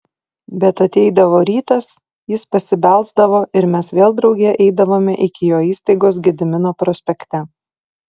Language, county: Lithuanian, Utena